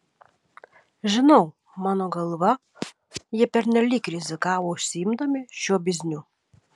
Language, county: Lithuanian, Šiauliai